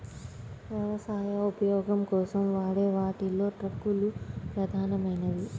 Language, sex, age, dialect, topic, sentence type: Telugu, male, 36-40, Central/Coastal, agriculture, statement